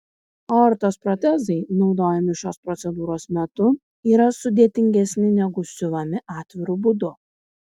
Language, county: Lithuanian, Kaunas